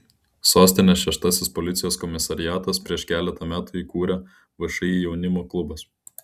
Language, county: Lithuanian, Klaipėda